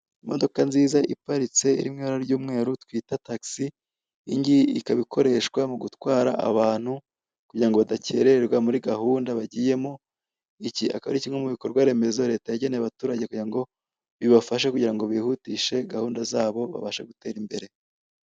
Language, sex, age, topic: Kinyarwanda, male, 25-35, government